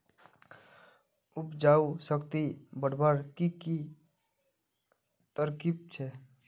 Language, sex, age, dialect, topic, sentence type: Magahi, male, 18-24, Northeastern/Surjapuri, agriculture, question